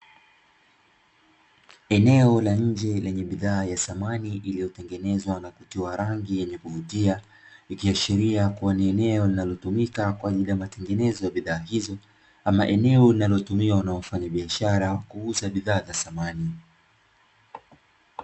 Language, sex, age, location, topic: Swahili, male, 25-35, Dar es Salaam, finance